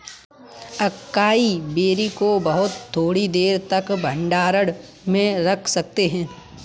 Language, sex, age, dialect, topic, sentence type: Hindi, male, 25-30, Kanauji Braj Bhasha, agriculture, statement